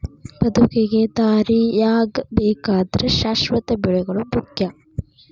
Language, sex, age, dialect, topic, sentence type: Kannada, female, 25-30, Dharwad Kannada, agriculture, statement